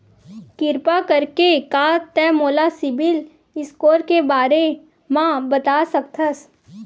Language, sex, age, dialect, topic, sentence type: Chhattisgarhi, female, 18-24, Western/Budati/Khatahi, banking, statement